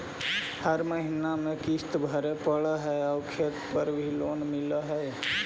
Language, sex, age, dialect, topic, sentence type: Magahi, male, 36-40, Central/Standard, banking, question